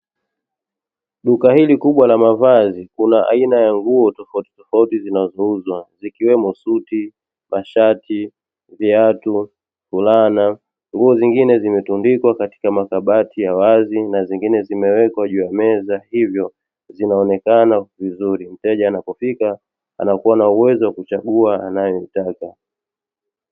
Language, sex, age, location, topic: Swahili, male, 18-24, Dar es Salaam, finance